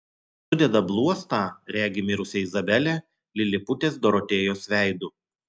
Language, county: Lithuanian, Telšiai